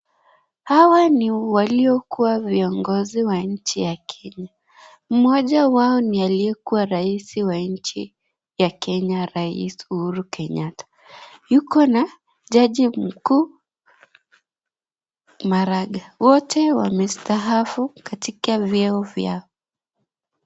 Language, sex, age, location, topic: Swahili, female, 25-35, Nakuru, government